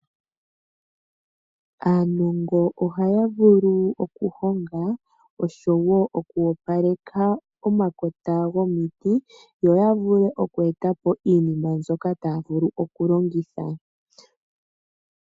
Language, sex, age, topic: Oshiwambo, female, 25-35, finance